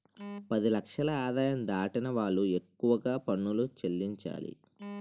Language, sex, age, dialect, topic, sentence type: Telugu, male, 31-35, Utterandhra, banking, statement